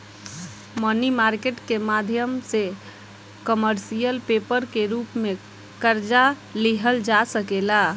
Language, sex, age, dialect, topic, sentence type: Bhojpuri, female, 18-24, Southern / Standard, banking, statement